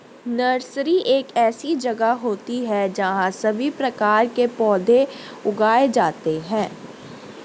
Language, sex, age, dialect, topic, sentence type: Hindi, female, 31-35, Hindustani Malvi Khadi Boli, agriculture, statement